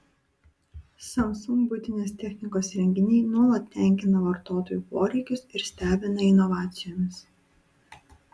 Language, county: Lithuanian, Utena